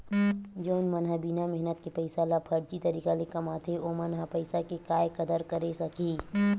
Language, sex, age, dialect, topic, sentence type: Chhattisgarhi, female, 25-30, Western/Budati/Khatahi, banking, statement